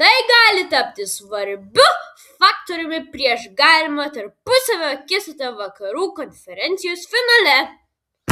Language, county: Lithuanian, Vilnius